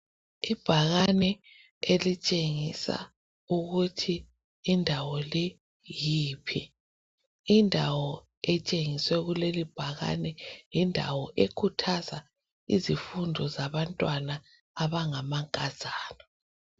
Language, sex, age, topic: North Ndebele, female, 36-49, education